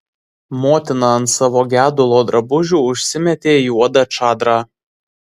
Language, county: Lithuanian, Vilnius